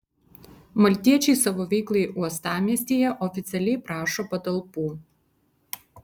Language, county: Lithuanian, Vilnius